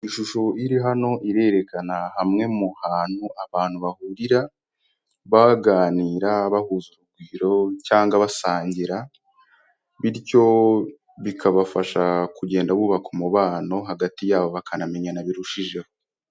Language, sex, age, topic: Kinyarwanda, male, 18-24, finance